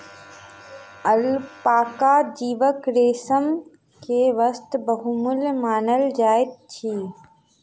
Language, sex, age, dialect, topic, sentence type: Maithili, female, 31-35, Southern/Standard, agriculture, statement